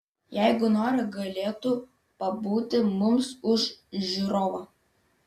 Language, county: Lithuanian, Vilnius